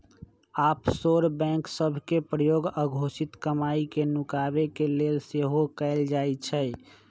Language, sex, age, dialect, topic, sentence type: Magahi, male, 25-30, Western, banking, statement